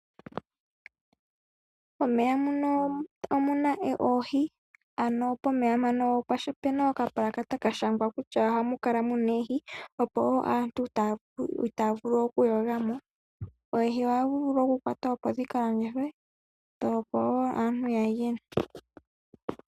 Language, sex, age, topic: Oshiwambo, female, 18-24, agriculture